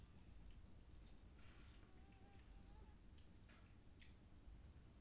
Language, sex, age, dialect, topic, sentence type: Maithili, female, 18-24, Eastern / Thethi, agriculture, statement